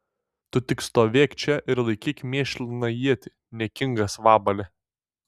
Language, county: Lithuanian, Šiauliai